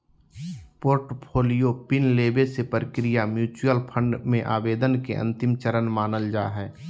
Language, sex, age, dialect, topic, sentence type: Magahi, male, 18-24, Southern, banking, statement